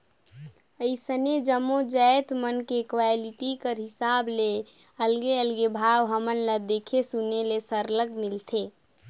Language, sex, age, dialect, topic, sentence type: Chhattisgarhi, female, 46-50, Northern/Bhandar, agriculture, statement